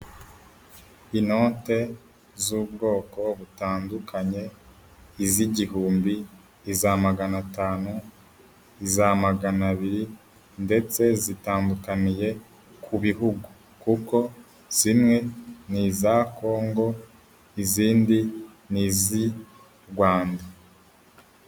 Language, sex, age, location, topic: Kinyarwanda, male, 18-24, Huye, finance